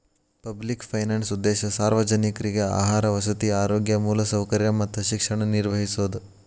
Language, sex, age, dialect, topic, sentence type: Kannada, male, 18-24, Dharwad Kannada, banking, statement